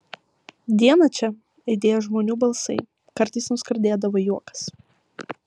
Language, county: Lithuanian, Vilnius